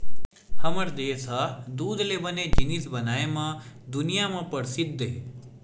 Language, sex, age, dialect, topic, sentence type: Chhattisgarhi, male, 18-24, Western/Budati/Khatahi, agriculture, statement